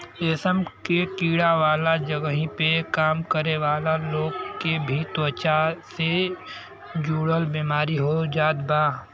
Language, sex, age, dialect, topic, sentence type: Bhojpuri, male, 18-24, Western, agriculture, statement